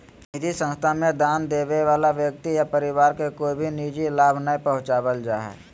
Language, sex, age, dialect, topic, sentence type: Magahi, male, 18-24, Southern, banking, statement